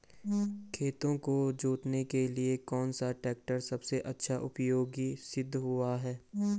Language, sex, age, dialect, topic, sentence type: Hindi, male, 18-24, Garhwali, agriculture, question